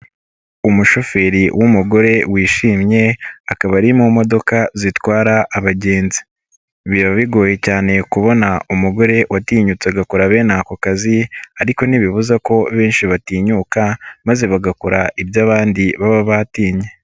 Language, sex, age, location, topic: Kinyarwanda, male, 18-24, Nyagatare, finance